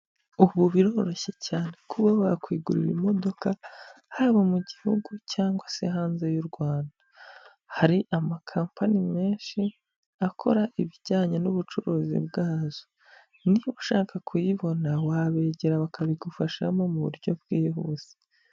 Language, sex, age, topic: Kinyarwanda, male, 25-35, finance